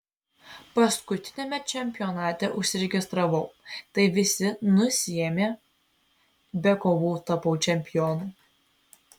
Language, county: Lithuanian, Vilnius